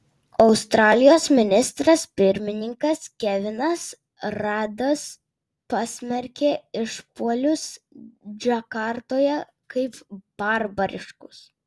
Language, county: Lithuanian, Vilnius